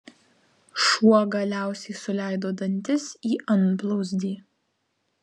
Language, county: Lithuanian, Vilnius